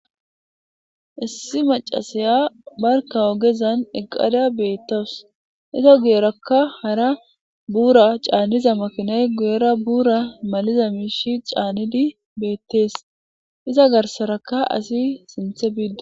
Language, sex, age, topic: Gamo, female, 25-35, government